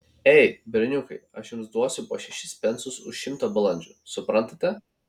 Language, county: Lithuanian, Vilnius